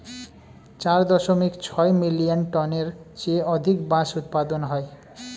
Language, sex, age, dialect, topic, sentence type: Bengali, male, 25-30, Standard Colloquial, agriculture, statement